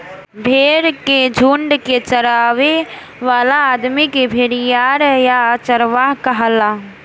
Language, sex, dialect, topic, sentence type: Bhojpuri, female, Southern / Standard, agriculture, statement